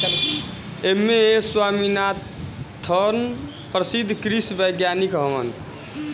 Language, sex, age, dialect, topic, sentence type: Bhojpuri, male, <18, Northern, agriculture, statement